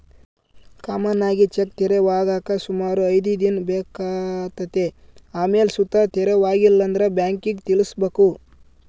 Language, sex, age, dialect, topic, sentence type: Kannada, male, 25-30, Central, banking, statement